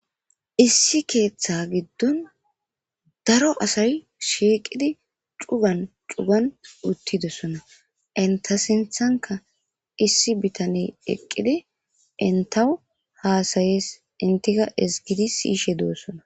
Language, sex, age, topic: Gamo, male, 18-24, government